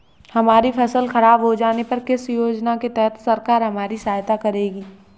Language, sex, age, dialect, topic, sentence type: Hindi, male, 18-24, Kanauji Braj Bhasha, agriculture, question